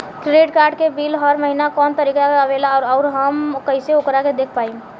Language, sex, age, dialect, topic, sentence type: Bhojpuri, female, 18-24, Southern / Standard, banking, question